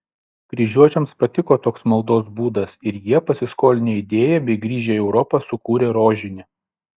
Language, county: Lithuanian, Šiauliai